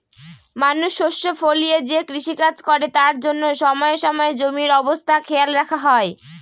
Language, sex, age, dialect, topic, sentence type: Bengali, female, 25-30, Northern/Varendri, agriculture, statement